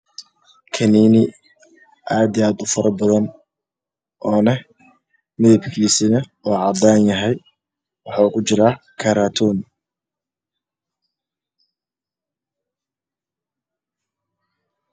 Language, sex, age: Somali, male, 18-24